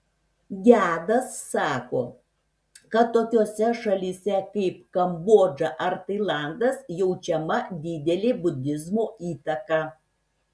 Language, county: Lithuanian, Šiauliai